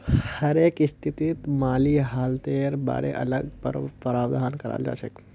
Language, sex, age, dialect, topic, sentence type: Magahi, male, 46-50, Northeastern/Surjapuri, banking, statement